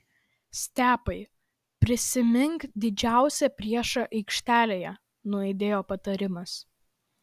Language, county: Lithuanian, Vilnius